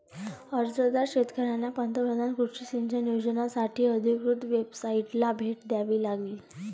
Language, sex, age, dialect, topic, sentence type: Marathi, female, 18-24, Varhadi, agriculture, statement